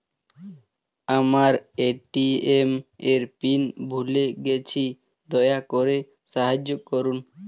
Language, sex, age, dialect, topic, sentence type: Bengali, male, 18-24, Standard Colloquial, banking, statement